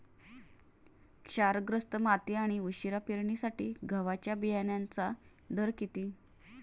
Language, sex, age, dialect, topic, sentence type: Marathi, female, 36-40, Standard Marathi, agriculture, question